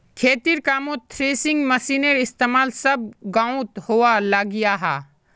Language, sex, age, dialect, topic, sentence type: Magahi, male, 18-24, Northeastern/Surjapuri, agriculture, statement